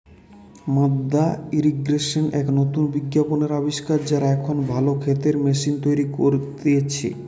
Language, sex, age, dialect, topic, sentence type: Bengali, male, 18-24, Western, agriculture, statement